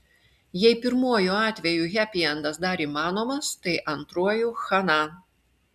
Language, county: Lithuanian, Klaipėda